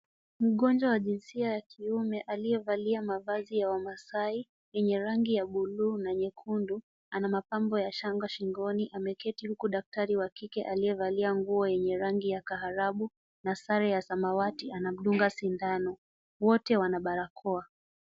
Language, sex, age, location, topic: Swahili, female, 18-24, Kisii, health